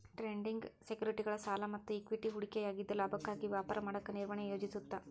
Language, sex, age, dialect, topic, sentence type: Kannada, female, 25-30, Dharwad Kannada, banking, statement